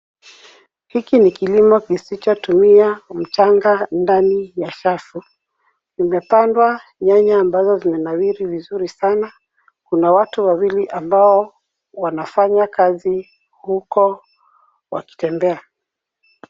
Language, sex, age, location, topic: Swahili, female, 36-49, Nairobi, agriculture